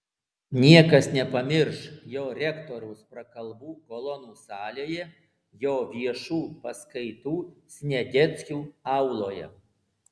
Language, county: Lithuanian, Alytus